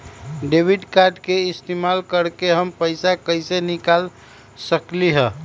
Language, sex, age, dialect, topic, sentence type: Magahi, male, 25-30, Western, banking, question